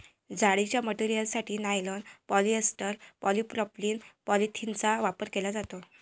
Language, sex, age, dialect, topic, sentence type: Marathi, female, 25-30, Varhadi, agriculture, statement